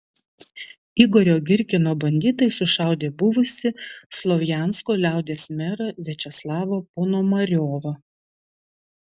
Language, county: Lithuanian, Vilnius